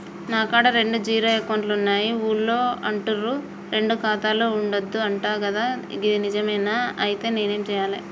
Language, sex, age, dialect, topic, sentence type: Telugu, female, 31-35, Telangana, banking, question